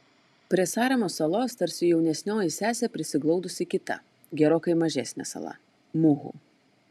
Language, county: Lithuanian, Klaipėda